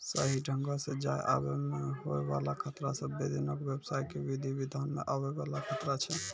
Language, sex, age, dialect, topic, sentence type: Maithili, male, 18-24, Angika, banking, statement